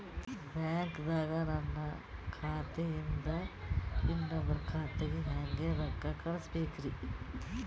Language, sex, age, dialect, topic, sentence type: Kannada, female, 46-50, Northeastern, banking, question